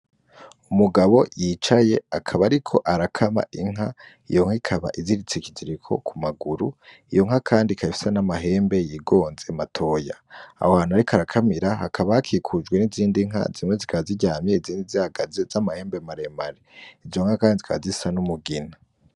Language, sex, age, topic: Rundi, male, 18-24, agriculture